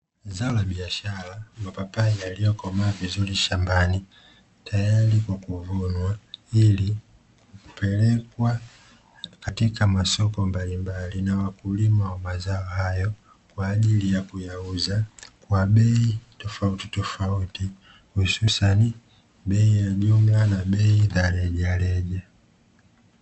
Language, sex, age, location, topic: Swahili, male, 25-35, Dar es Salaam, agriculture